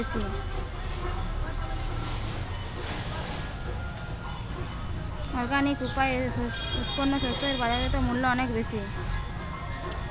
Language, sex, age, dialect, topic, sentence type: Bengali, female, 18-24, Jharkhandi, agriculture, statement